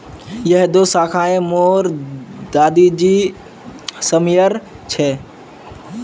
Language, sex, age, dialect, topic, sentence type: Magahi, male, 41-45, Northeastern/Surjapuri, agriculture, statement